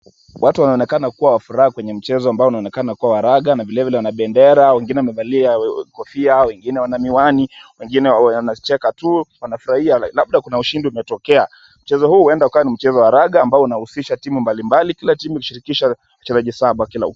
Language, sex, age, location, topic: Swahili, male, 25-35, Kisumu, government